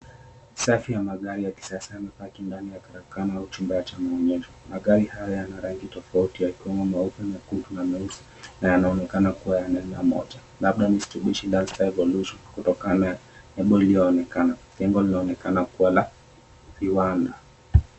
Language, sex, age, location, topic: Swahili, male, 18-24, Mombasa, finance